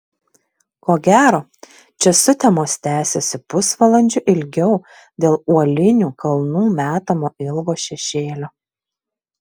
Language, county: Lithuanian, Vilnius